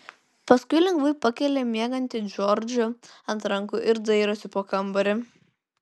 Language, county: Lithuanian, Vilnius